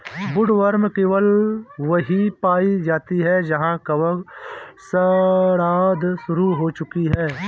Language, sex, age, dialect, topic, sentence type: Hindi, male, 18-24, Awadhi Bundeli, agriculture, statement